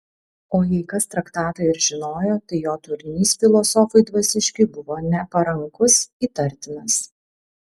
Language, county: Lithuanian, Vilnius